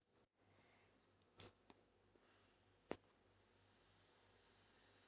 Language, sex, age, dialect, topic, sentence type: Marathi, female, 25-30, Standard Marathi, banking, question